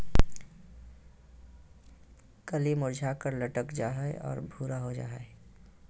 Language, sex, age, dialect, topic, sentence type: Magahi, male, 31-35, Southern, agriculture, statement